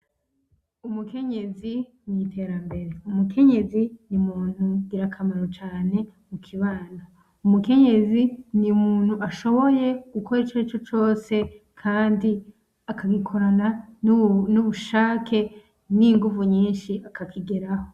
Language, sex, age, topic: Rundi, female, 25-35, agriculture